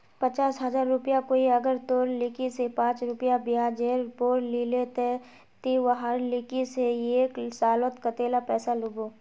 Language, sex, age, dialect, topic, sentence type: Magahi, female, 18-24, Northeastern/Surjapuri, banking, question